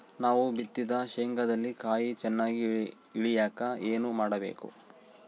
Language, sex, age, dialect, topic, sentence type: Kannada, male, 25-30, Central, agriculture, question